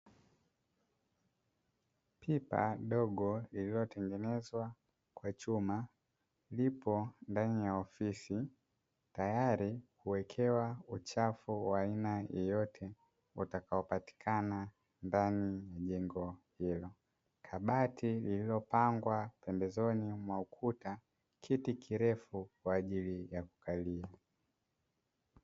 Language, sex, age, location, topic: Swahili, male, 18-24, Dar es Salaam, government